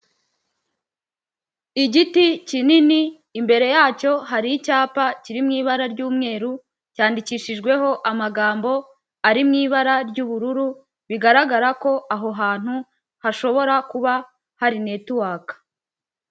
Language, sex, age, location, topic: Kinyarwanda, female, 18-24, Huye, government